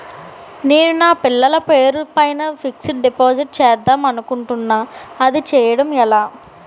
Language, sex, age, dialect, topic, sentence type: Telugu, female, 18-24, Utterandhra, banking, question